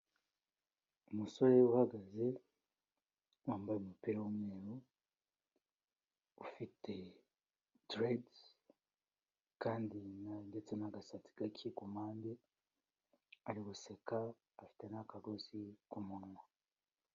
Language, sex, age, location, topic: Kinyarwanda, male, 36-49, Kigali, health